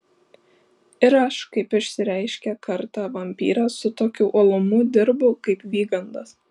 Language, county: Lithuanian, Šiauliai